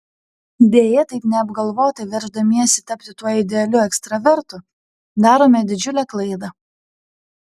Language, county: Lithuanian, Panevėžys